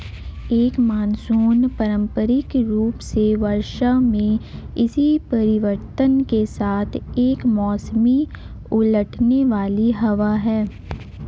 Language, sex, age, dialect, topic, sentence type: Hindi, male, 18-24, Marwari Dhudhari, agriculture, statement